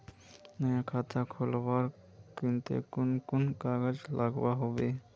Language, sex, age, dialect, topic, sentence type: Magahi, male, 18-24, Northeastern/Surjapuri, banking, question